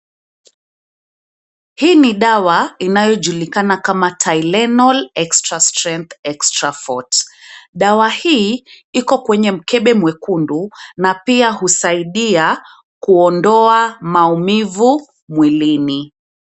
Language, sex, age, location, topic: Swahili, female, 25-35, Nairobi, health